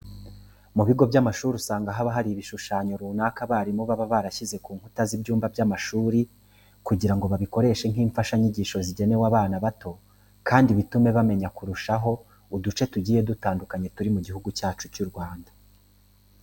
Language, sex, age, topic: Kinyarwanda, male, 25-35, education